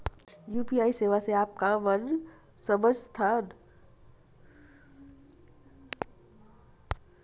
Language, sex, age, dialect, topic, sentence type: Chhattisgarhi, female, 41-45, Western/Budati/Khatahi, banking, question